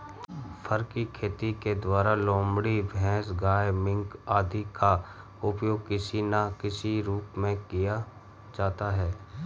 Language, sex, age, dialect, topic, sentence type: Hindi, male, 36-40, Marwari Dhudhari, agriculture, statement